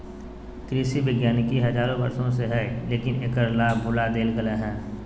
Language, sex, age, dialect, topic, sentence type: Magahi, male, 18-24, Southern, agriculture, statement